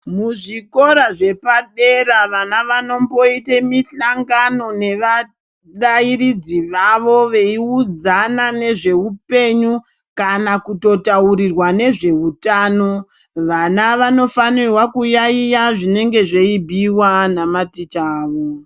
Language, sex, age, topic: Ndau, male, 50+, education